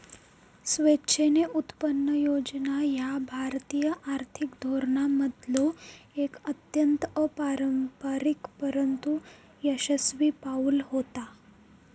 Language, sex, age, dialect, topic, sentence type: Marathi, female, 18-24, Southern Konkan, banking, statement